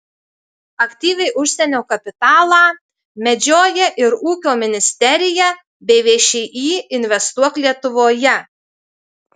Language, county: Lithuanian, Marijampolė